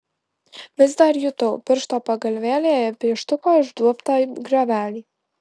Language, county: Lithuanian, Alytus